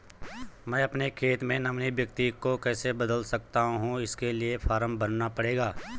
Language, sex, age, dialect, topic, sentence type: Hindi, male, 25-30, Garhwali, banking, question